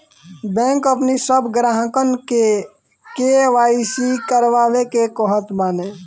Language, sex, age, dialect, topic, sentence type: Bhojpuri, male, <18, Northern, banking, statement